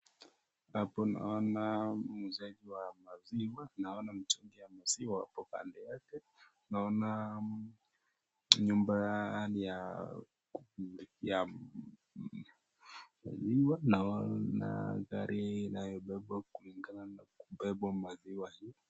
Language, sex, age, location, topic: Swahili, male, 18-24, Nakuru, agriculture